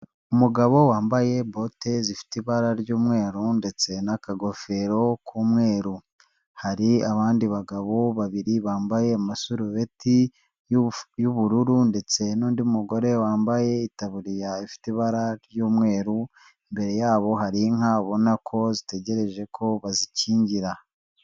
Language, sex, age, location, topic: Kinyarwanda, male, 25-35, Nyagatare, agriculture